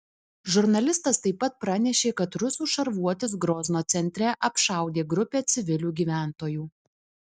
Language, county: Lithuanian, Alytus